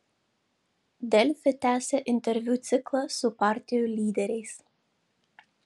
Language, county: Lithuanian, Vilnius